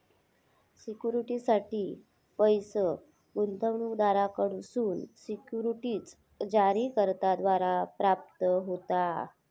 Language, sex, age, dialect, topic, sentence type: Marathi, female, 25-30, Southern Konkan, banking, statement